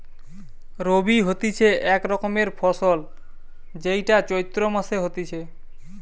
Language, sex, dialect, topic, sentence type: Bengali, male, Western, agriculture, statement